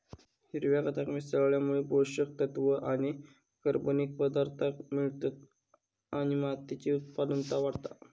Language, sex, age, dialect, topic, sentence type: Marathi, male, 41-45, Southern Konkan, agriculture, statement